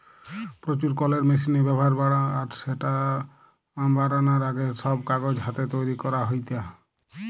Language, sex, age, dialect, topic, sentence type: Bengali, male, 18-24, Western, agriculture, statement